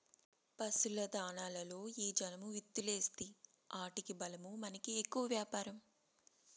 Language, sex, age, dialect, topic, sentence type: Telugu, female, 31-35, Southern, agriculture, statement